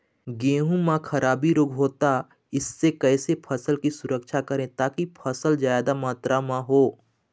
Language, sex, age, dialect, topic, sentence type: Chhattisgarhi, male, 25-30, Eastern, agriculture, question